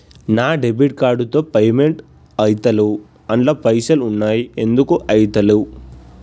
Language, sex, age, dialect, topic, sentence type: Telugu, male, 18-24, Telangana, banking, question